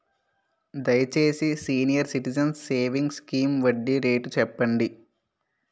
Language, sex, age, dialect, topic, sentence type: Telugu, male, 18-24, Utterandhra, banking, statement